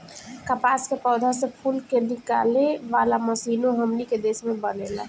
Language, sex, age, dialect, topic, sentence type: Bhojpuri, female, 18-24, Southern / Standard, agriculture, statement